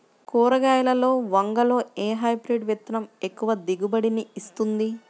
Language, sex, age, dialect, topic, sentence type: Telugu, female, 51-55, Central/Coastal, agriculture, question